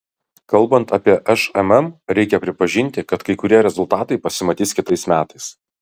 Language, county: Lithuanian, Kaunas